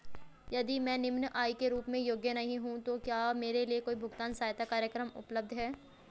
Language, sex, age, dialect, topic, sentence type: Hindi, female, 25-30, Hindustani Malvi Khadi Boli, banking, question